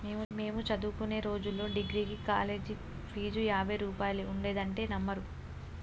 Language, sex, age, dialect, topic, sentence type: Telugu, female, 18-24, Telangana, banking, statement